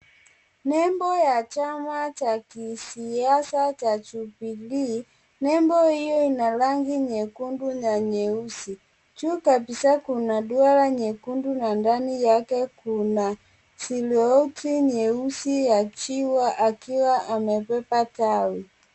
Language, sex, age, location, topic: Swahili, female, 18-24, Kisii, government